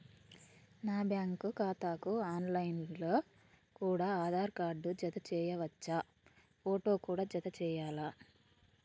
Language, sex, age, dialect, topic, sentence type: Telugu, female, 18-24, Telangana, banking, question